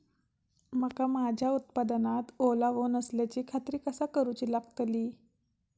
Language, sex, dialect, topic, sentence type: Marathi, female, Southern Konkan, agriculture, question